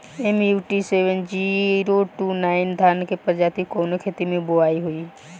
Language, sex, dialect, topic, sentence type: Bhojpuri, female, Northern, agriculture, question